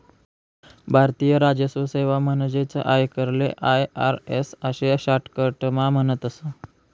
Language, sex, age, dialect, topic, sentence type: Marathi, male, 18-24, Northern Konkan, banking, statement